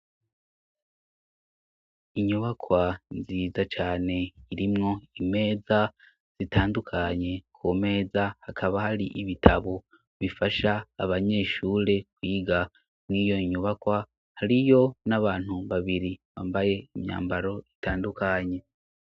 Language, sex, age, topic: Rundi, male, 25-35, education